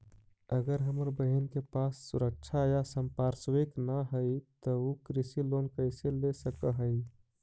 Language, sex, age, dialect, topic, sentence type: Magahi, male, 25-30, Central/Standard, agriculture, statement